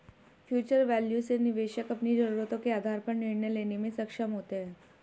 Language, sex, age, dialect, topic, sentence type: Hindi, female, 18-24, Hindustani Malvi Khadi Boli, banking, statement